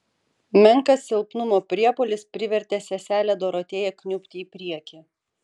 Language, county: Lithuanian, Vilnius